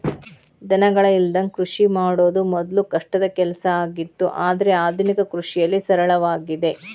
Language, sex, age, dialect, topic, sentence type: Kannada, female, 36-40, Dharwad Kannada, agriculture, statement